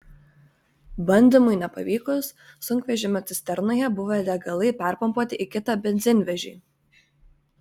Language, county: Lithuanian, Vilnius